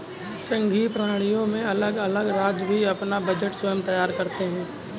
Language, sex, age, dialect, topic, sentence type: Hindi, male, 18-24, Awadhi Bundeli, banking, statement